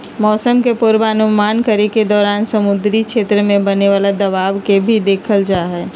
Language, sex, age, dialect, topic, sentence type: Magahi, female, 41-45, Western, agriculture, statement